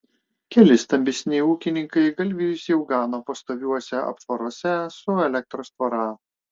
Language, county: Lithuanian, Šiauliai